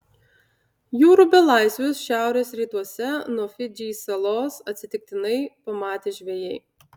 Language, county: Lithuanian, Utena